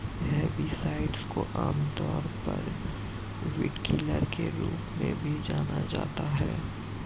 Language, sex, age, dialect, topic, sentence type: Hindi, male, 31-35, Marwari Dhudhari, agriculture, statement